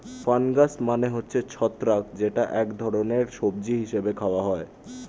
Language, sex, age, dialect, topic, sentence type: Bengali, male, 18-24, Standard Colloquial, agriculture, statement